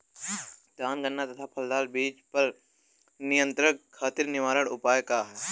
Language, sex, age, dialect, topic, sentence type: Bhojpuri, male, 18-24, Western, agriculture, question